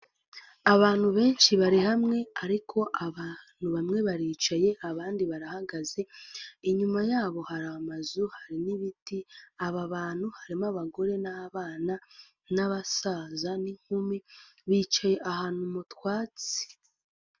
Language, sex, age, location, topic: Kinyarwanda, female, 18-24, Nyagatare, government